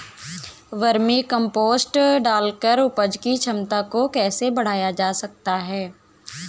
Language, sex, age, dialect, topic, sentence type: Hindi, female, 18-24, Awadhi Bundeli, agriculture, question